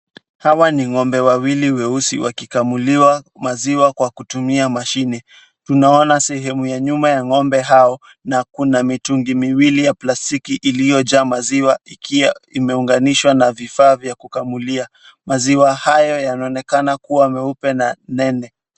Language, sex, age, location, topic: Swahili, male, 18-24, Kisumu, agriculture